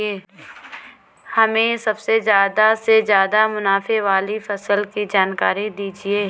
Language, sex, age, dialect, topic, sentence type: Hindi, female, 31-35, Garhwali, agriculture, question